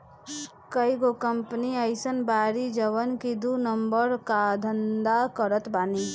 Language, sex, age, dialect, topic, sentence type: Bhojpuri, female, 25-30, Northern, banking, statement